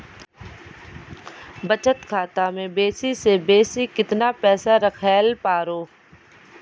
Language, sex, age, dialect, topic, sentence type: Maithili, female, 51-55, Angika, banking, statement